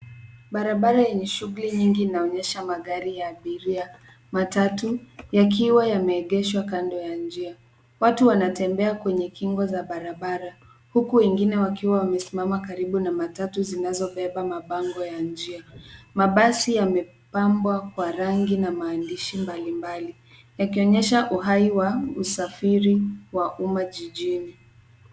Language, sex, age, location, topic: Swahili, female, 18-24, Nairobi, government